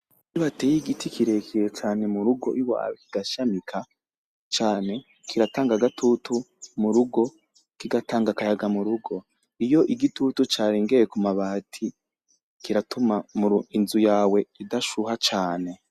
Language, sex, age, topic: Rundi, male, 25-35, agriculture